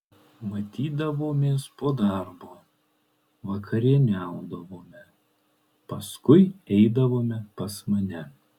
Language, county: Lithuanian, Kaunas